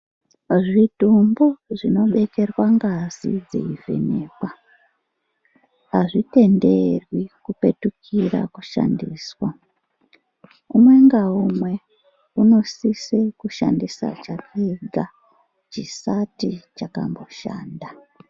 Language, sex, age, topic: Ndau, male, 36-49, health